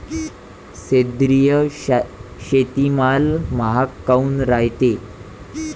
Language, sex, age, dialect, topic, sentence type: Marathi, male, 18-24, Varhadi, agriculture, question